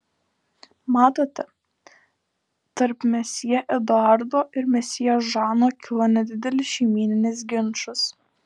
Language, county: Lithuanian, Alytus